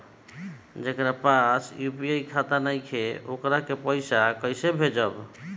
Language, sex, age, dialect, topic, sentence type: Bhojpuri, male, 25-30, Southern / Standard, banking, question